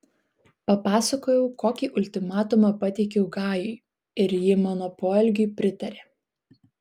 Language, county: Lithuanian, Klaipėda